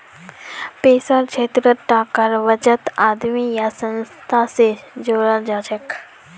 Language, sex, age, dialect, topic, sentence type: Magahi, female, 18-24, Northeastern/Surjapuri, banking, statement